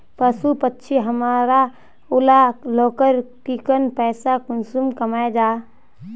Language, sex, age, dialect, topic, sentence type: Magahi, female, 60-100, Northeastern/Surjapuri, agriculture, question